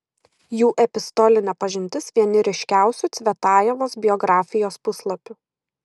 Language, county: Lithuanian, Šiauliai